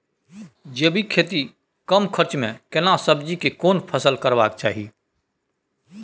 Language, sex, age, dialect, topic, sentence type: Maithili, male, 51-55, Bajjika, agriculture, question